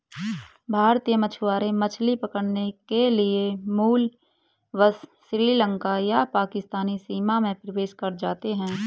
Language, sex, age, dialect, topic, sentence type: Hindi, male, 25-30, Hindustani Malvi Khadi Boli, agriculture, statement